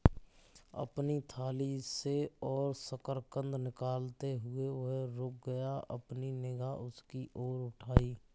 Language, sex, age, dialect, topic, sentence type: Hindi, male, 25-30, Kanauji Braj Bhasha, agriculture, statement